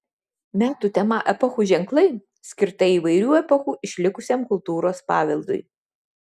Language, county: Lithuanian, Šiauliai